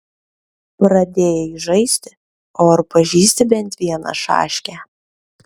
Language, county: Lithuanian, Kaunas